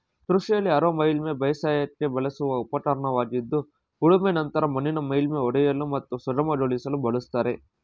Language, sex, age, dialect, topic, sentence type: Kannada, male, 36-40, Mysore Kannada, agriculture, statement